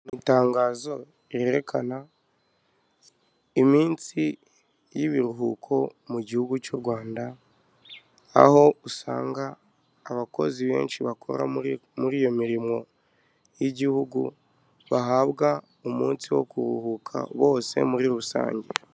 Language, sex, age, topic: Kinyarwanda, male, 25-35, government